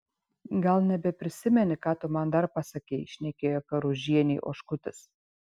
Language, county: Lithuanian, Šiauliai